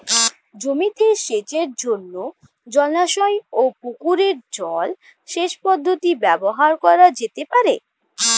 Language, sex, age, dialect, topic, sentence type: Bengali, female, 25-30, Standard Colloquial, agriculture, question